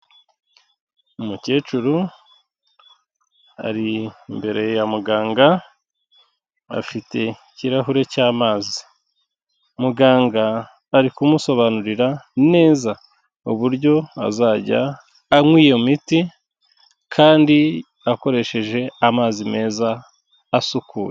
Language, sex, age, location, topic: Kinyarwanda, male, 36-49, Kigali, health